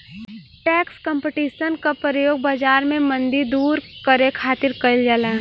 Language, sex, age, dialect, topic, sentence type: Bhojpuri, female, 18-24, Western, banking, statement